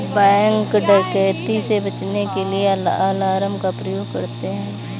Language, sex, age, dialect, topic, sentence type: Hindi, female, 18-24, Awadhi Bundeli, banking, statement